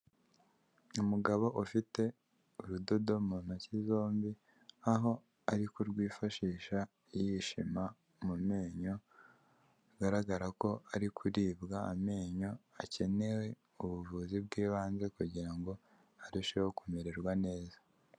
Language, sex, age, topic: Kinyarwanda, male, 18-24, health